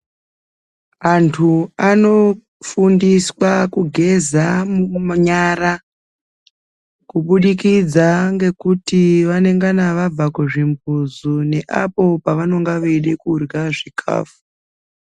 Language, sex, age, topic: Ndau, female, 36-49, health